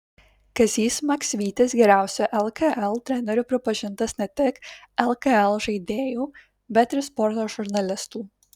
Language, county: Lithuanian, Kaunas